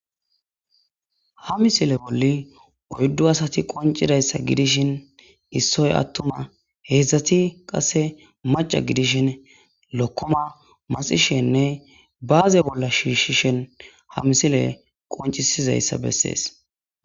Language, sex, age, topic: Gamo, male, 18-24, agriculture